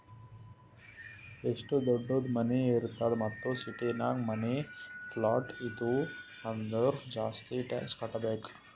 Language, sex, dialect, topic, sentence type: Kannada, male, Northeastern, banking, statement